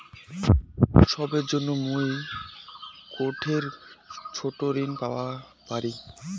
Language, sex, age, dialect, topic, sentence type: Bengali, male, 18-24, Rajbangshi, banking, statement